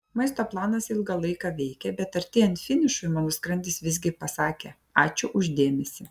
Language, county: Lithuanian, Klaipėda